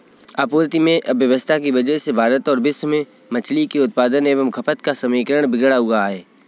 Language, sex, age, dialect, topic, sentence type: Hindi, male, 25-30, Kanauji Braj Bhasha, agriculture, statement